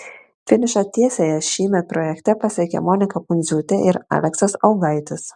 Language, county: Lithuanian, Šiauliai